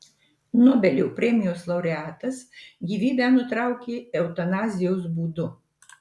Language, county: Lithuanian, Marijampolė